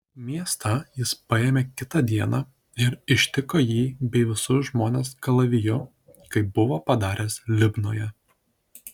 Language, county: Lithuanian, Šiauliai